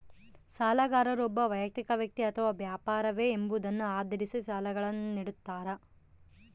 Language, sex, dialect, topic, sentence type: Kannada, female, Central, banking, statement